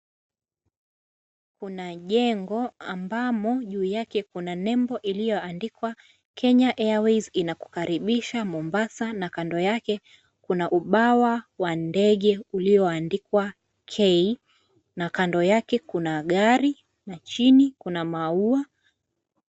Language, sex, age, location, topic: Swahili, female, 18-24, Mombasa, government